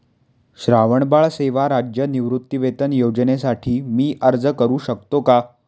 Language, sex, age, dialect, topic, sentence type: Marathi, male, 18-24, Standard Marathi, banking, question